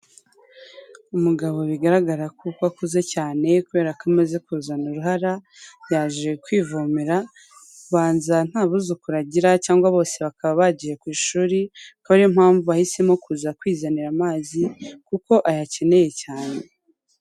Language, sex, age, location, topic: Kinyarwanda, female, 18-24, Huye, health